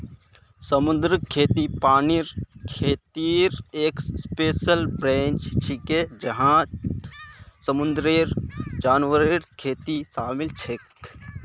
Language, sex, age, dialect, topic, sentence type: Magahi, male, 51-55, Northeastern/Surjapuri, agriculture, statement